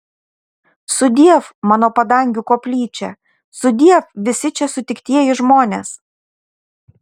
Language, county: Lithuanian, Šiauliai